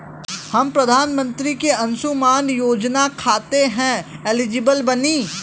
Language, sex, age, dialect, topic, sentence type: Bhojpuri, male, 18-24, Western, banking, question